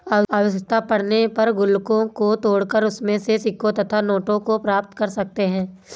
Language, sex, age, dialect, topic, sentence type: Hindi, female, 18-24, Marwari Dhudhari, banking, statement